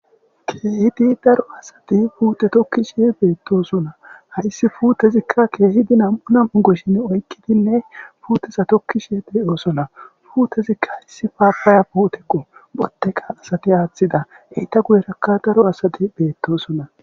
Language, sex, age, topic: Gamo, male, 25-35, agriculture